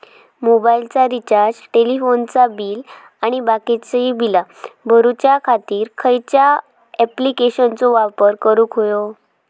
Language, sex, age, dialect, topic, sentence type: Marathi, female, 18-24, Southern Konkan, banking, question